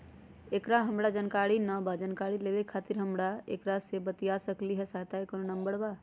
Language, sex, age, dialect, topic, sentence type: Magahi, female, 31-35, Western, banking, question